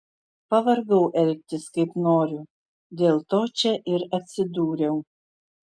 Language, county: Lithuanian, Utena